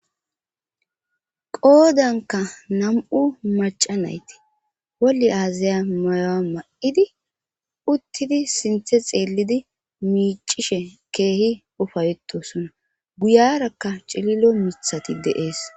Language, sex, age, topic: Gamo, female, 25-35, government